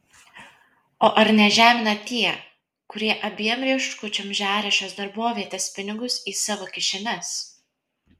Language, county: Lithuanian, Kaunas